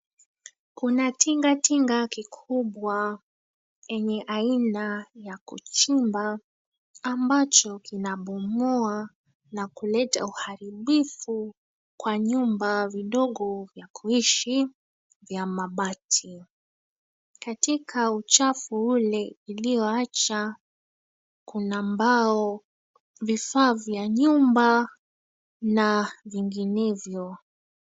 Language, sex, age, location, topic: Swahili, female, 25-35, Nairobi, government